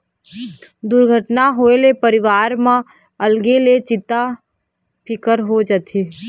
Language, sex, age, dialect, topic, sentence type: Chhattisgarhi, female, 18-24, Eastern, banking, statement